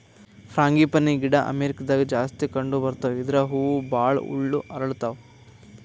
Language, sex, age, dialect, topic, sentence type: Kannada, male, 18-24, Northeastern, agriculture, statement